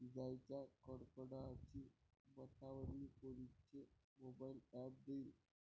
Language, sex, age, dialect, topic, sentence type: Marathi, male, 18-24, Varhadi, agriculture, question